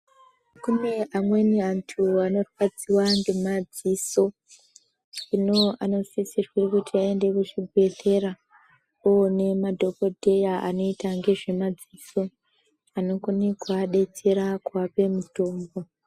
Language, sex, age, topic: Ndau, male, 18-24, health